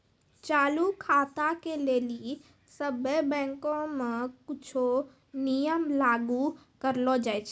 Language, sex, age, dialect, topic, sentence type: Maithili, female, 18-24, Angika, banking, statement